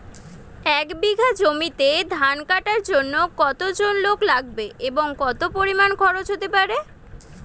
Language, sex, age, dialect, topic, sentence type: Bengali, female, 18-24, Standard Colloquial, agriculture, question